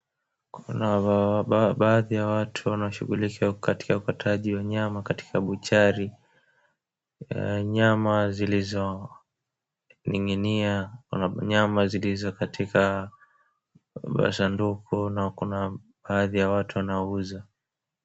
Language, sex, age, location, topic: Swahili, male, 18-24, Wajir, finance